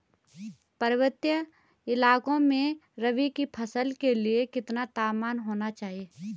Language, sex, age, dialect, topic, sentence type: Hindi, female, 25-30, Garhwali, agriculture, question